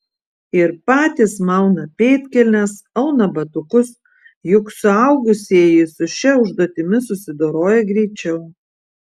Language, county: Lithuanian, Vilnius